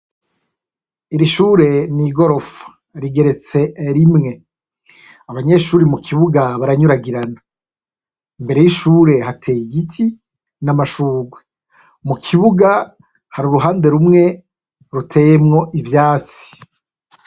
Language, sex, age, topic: Rundi, male, 36-49, education